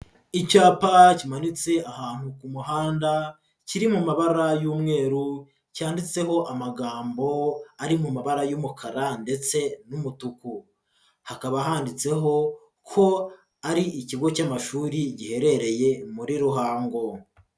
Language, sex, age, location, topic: Kinyarwanda, female, 25-35, Huye, education